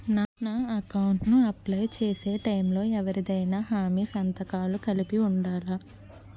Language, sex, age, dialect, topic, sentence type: Telugu, female, 18-24, Utterandhra, banking, question